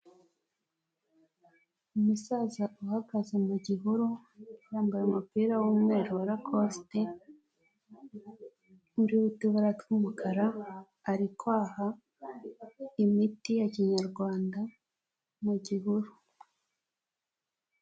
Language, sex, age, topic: Kinyarwanda, female, 18-24, health